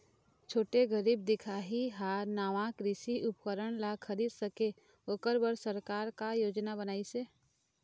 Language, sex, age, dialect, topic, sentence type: Chhattisgarhi, female, 25-30, Eastern, agriculture, question